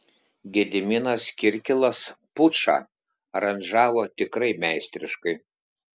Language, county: Lithuanian, Klaipėda